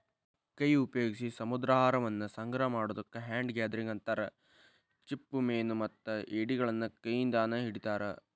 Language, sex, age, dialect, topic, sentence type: Kannada, male, 18-24, Dharwad Kannada, agriculture, statement